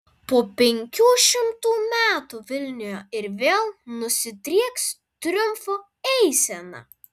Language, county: Lithuanian, Vilnius